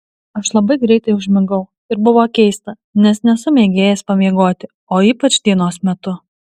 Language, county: Lithuanian, Alytus